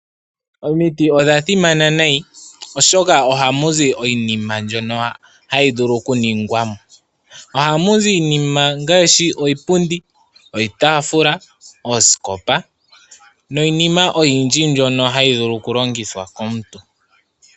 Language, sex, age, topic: Oshiwambo, female, 18-24, finance